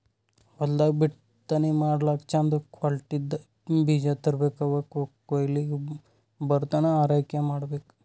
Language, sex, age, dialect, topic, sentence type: Kannada, male, 18-24, Northeastern, agriculture, statement